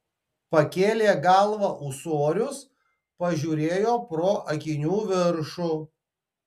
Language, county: Lithuanian, Tauragė